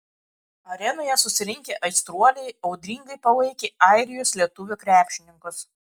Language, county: Lithuanian, Kaunas